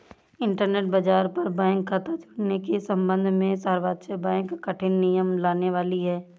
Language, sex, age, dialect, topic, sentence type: Hindi, female, 18-24, Awadhi Bundeli, banking, statement